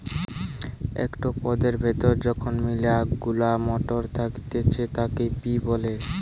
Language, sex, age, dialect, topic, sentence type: Bengali, male, <18, Western, agriculture, statement